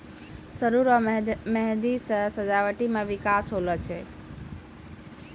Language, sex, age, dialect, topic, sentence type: Maithili, female, 31-35, Angika, agriculture, statement